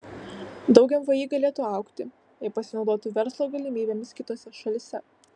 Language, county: Lithuanian, Vilnius